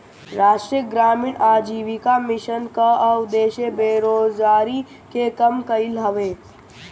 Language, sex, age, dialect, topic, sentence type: Bhojpuri, male, 60-100, Northern, banking, statement